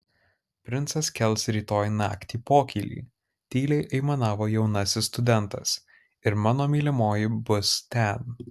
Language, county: Lithuanian, Kaunas